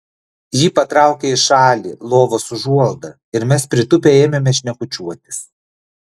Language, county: Lithuanian, Klaipėda